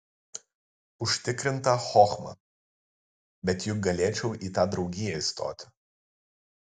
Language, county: Lithuanian, Kaunas